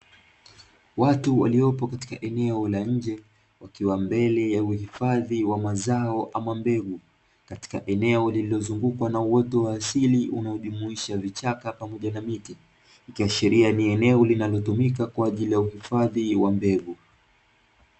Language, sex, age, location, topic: Swahili, male, 25-35, Dar es Salaam, agriculture